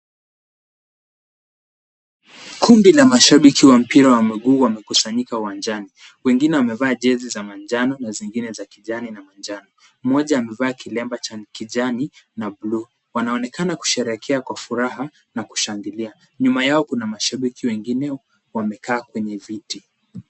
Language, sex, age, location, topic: Swahili, male, 18-24, Kisumu, government